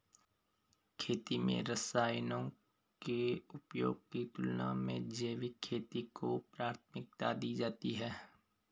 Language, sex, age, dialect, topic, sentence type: Hindi, male, 25-30, Garhwali, agriculture, statement